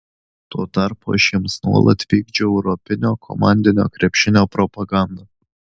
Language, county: Lithuanian, Alytus